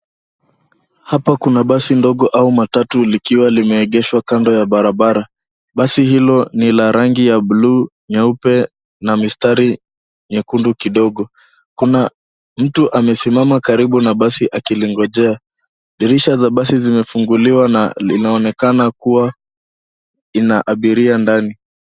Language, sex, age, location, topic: Swahili, male, 25-35, Nairobi, government